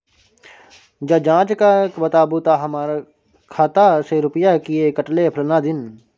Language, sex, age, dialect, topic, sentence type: Maithili, male, 18-24, Bajjika, banking, question